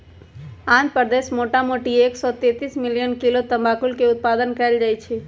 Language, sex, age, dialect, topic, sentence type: Magahi, male, 18-24, Western, agriculture, statement